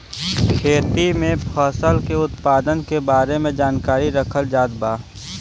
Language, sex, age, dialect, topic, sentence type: Bhojpuri, male, 18-24, Western, agriculture, statement